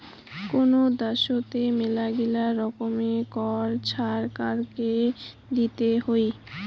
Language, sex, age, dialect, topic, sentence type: Bengali, female, 18-24, Rajbangshi, banking, statement